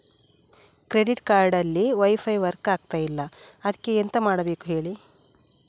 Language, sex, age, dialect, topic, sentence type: Kannada, female, 25-30, Coastal/Dakshin, banking, question